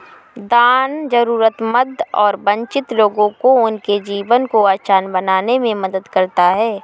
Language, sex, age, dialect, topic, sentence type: Hindi, female, 31-35, Awadhi Bundeli, banking, statement